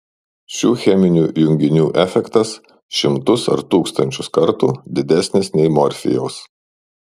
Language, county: Lithuanian, Šiauliai